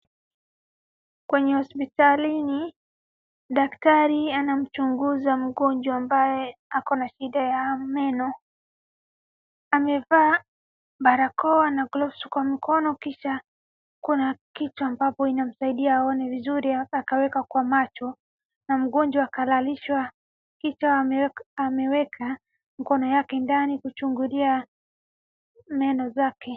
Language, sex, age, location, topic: Swahili, female, 25-35, Wajir, health